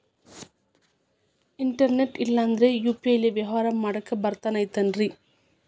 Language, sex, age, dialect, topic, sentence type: Kannada, female, 25-30, Dharwad Kannada, banking, question